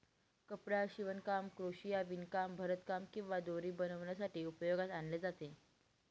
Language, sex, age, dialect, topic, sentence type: Marathi, female, 18-24, Northern Konkan, agriculture, statement